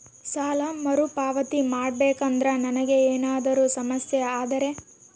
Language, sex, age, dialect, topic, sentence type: Kannada, female, 18-24, Central, banking, question